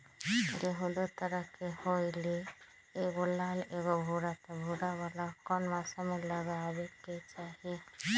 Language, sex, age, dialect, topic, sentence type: Magahi, female, 36-40, Western, agriculture, question